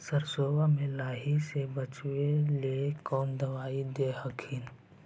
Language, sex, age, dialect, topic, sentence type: Magahi, male, 56-60, Central/Standard, agriculture, question